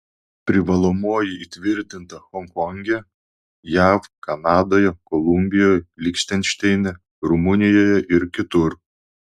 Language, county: Lithuanian, Klaipėda